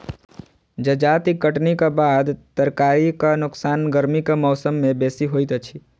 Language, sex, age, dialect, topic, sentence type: Maithili, male, 18-24, Southern/Standard, agriculture, statement